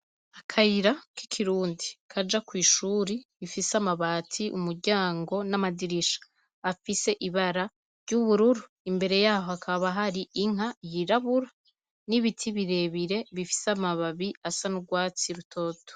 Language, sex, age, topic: Rundi, female, 25-35, agriculture